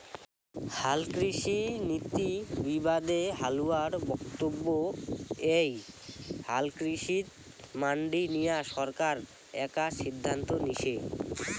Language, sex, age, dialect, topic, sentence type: Bengali, male, <18, Rajbangshi, agriculture, statement